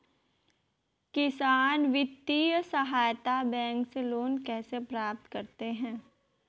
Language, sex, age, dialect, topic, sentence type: Hindi, female, 18-24, Marwari Dhudhari, agriculture, question